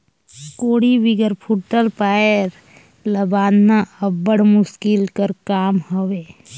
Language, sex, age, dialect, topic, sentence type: Chhattisgarhi, female, 31-35, Northern/Bhandar, agriculture, statement